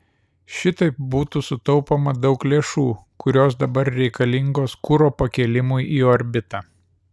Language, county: Lithuanian, Vilnius